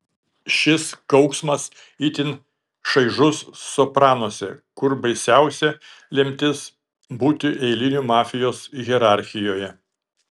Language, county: Lithuanian, Šiauliai